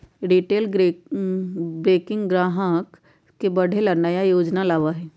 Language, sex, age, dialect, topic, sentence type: Magahi, female, 18-24, Western, banking, statement